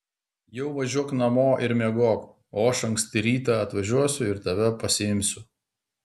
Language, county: Lithuanian, Klaipėda